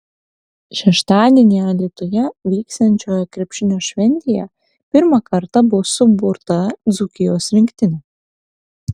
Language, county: Lithuanian, Kaunas